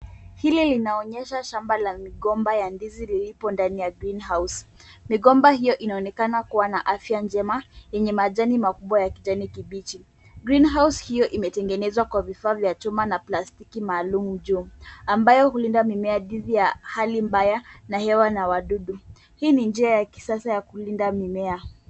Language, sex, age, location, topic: Swahili, female, 18-24, Kisumu, agriculture